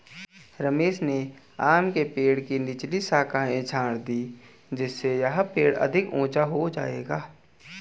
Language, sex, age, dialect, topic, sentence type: Hindi, male, 18-24, Garhwali, agriculture, statement